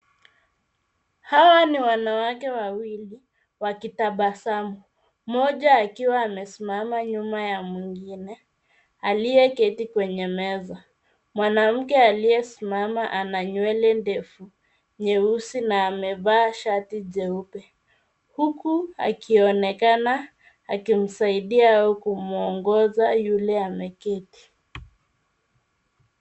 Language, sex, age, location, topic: Swahili, female, 25-35, Nairobi, education